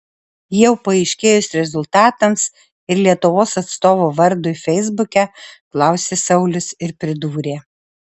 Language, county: Lithuanian, Alytus